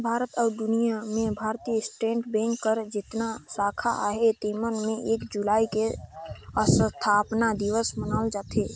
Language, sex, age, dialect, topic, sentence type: Chhattisgarhi, male, 25-30, Northern/Bhandar, banking, statement